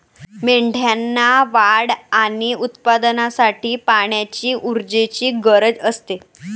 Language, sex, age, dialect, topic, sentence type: Marathi, male, 18-24, Varhadi, agriculture, statement